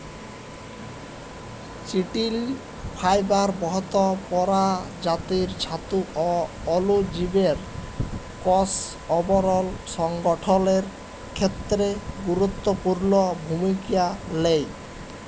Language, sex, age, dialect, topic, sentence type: Bengali, male, 18-24, Jharkhandi, agriculture, statement